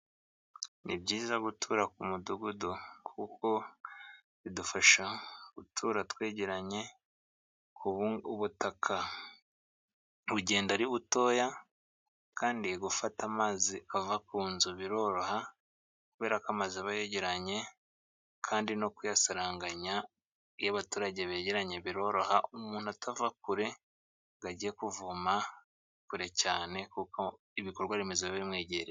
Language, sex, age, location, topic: Kinyarwanda, male, 25-35, Musanze, government